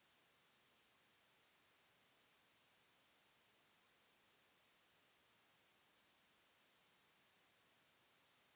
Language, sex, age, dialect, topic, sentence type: Bhojpuri, male, 18-24, Western, agriculture, statement